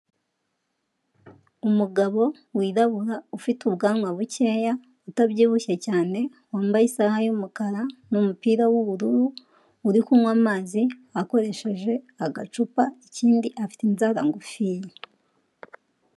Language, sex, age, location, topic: Kinyarwanda, female, 18-24, Kigali, health